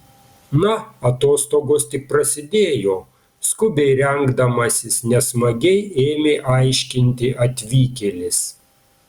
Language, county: Lithuanian, Panevėžys